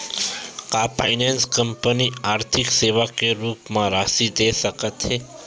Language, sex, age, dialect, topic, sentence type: Chhattisgarhi, male, 18-24, Western/Budati/Khatahi, banking, question